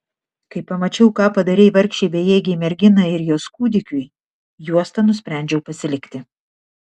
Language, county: Lithuanian, Šiauliai